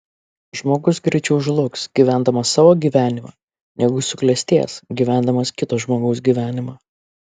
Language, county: Lithuanian, Kaunas